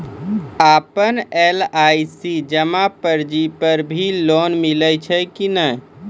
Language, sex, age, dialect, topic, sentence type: Maithili, male, 18-24, Angika, banking, question